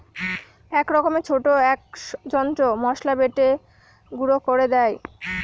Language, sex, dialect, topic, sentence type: Bengali, female, Northern/Varendri, agriculture, statement